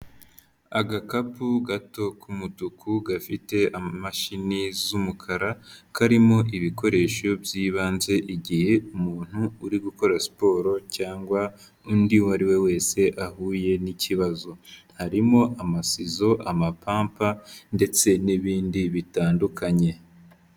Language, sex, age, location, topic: Kinyarwanda, female, 50+, Nyagatare, health